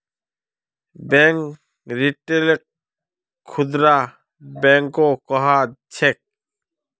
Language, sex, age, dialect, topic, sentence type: Magahi, male, 36-40, Northeastern/Surjapuri, banking, statement